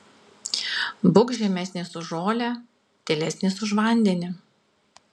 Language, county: Lithuanian, Klaipėda